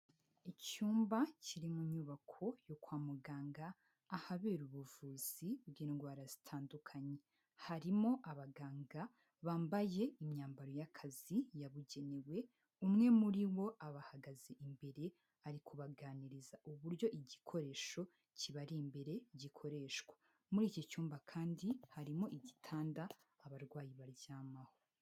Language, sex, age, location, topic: Kinyarwanda, female, 25-35, Huye, health